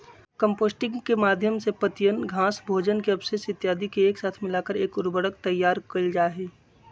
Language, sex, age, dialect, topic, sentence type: Magahi, male, 60-100, Western, agriculture, statement